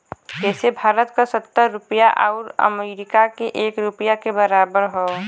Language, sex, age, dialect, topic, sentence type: Bhojpuri, female, 18-24, Western, banking, statement